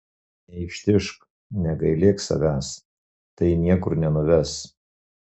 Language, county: Lithuanian, Marijampolė